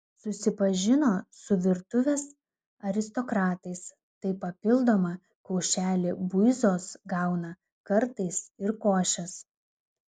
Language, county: Lithuanian, Klaipėda